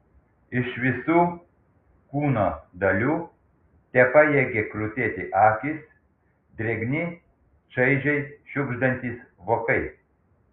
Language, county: Lithuanian, Panevėžys